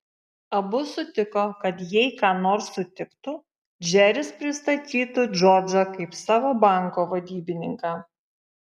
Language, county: Lithuanian, Šiauliai